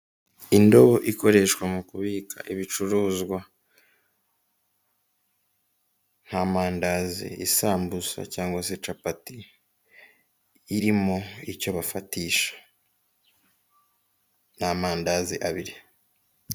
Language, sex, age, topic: Kinyarwanda, male, 18-24, finance